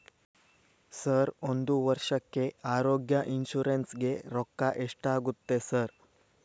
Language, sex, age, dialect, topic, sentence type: Kannada, male, 25-30, Dharwad Kannada, banking, question